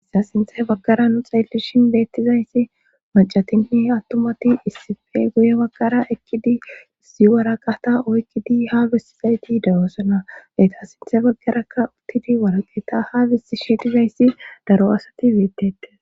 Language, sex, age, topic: Gamo, female, 18-24, government